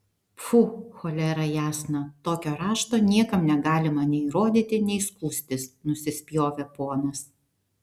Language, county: Lithuanian, Vilnius